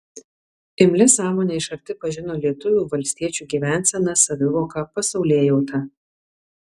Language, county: Lithuanian, Alytus